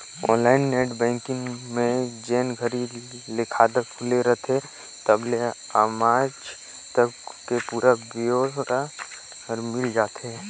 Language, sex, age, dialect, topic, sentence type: Chhattisgarhi, male, 18-24, Northern/Bhandar, banking, statement